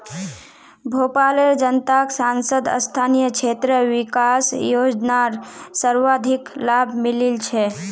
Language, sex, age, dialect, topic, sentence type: Magahi, female, 18-24, Northeastern/Surjapuri, banking, statement